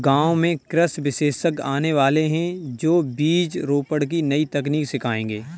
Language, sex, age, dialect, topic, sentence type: Hindi, male, 25-30, Kanauji Braj Bhasha, agriculture, statement